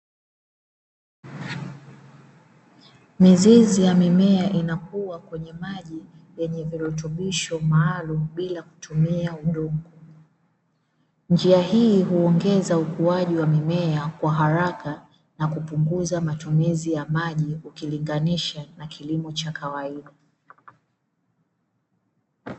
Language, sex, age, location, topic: Swahili, female, 25-35, Dar es Salaam, agriculture